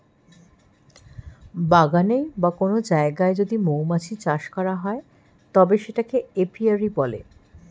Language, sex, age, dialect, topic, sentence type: Bengali, female, 51-55, Standard Colloquial, agriculture, statement